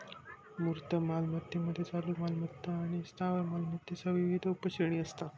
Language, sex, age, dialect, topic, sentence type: Marathi, male, 25-30, Northern Konkan, banking, statement